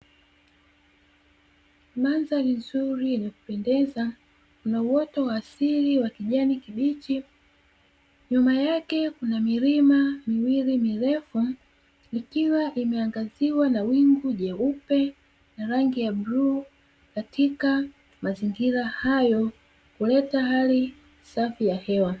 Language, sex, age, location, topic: Swahili, female, 36-49, Dar es Salaam, agriculture